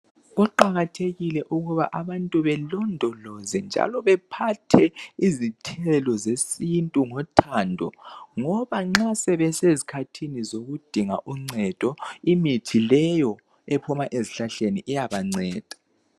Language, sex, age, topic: North Ndebele, male, 18-24, health